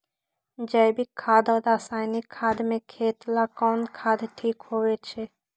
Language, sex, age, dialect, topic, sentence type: Magahi, female, 18-24, Western, agriculture, question